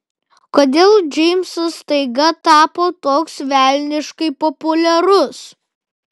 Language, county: Lithuanian, Vilnius